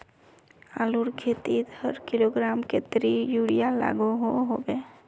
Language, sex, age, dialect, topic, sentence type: Magahi, female, 31-35, Northeastern/Surjapuri, agriculture, question